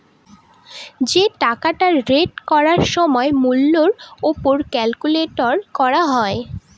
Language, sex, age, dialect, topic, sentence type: Bengali, female, <18, Northern/Varendri, banking, statement